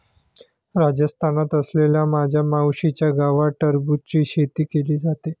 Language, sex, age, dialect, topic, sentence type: Marathi, male, 31-35, Standard Marathi, agriculture, statement